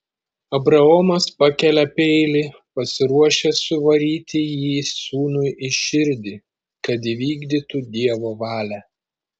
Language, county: Lithuanian, Šiauliai